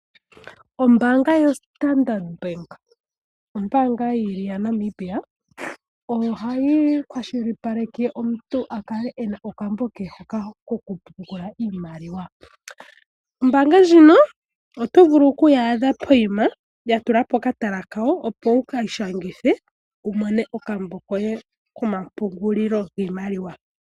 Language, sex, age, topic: Oshiwambo, female, 18-24, finance